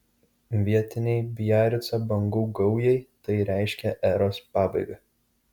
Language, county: Lithuanian, Kaunas